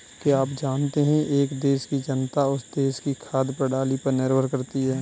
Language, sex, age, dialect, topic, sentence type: Hindi, male, 25-30, Kanauji Braj Bhasha, agriculture, statement